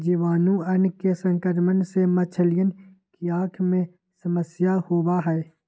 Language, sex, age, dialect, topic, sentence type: Magahi, male, 18-24, Western, agriculture, statement